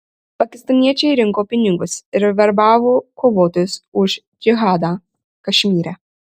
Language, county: Lithuanian, Marijampolė